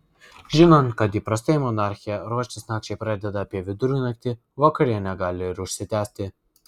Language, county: Lithuanian, Vilnius